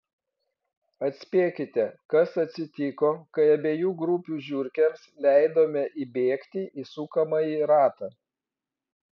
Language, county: Lithuanian, Vilnius